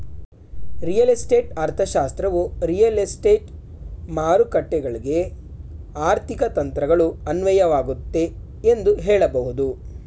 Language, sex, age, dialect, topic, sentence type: Kannada, male, 18-24, Mysore Kannada, banking, statement